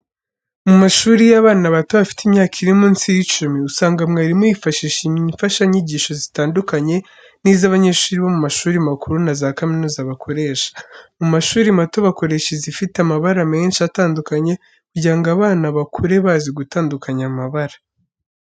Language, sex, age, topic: Kinyarwanda, female, 36-49, education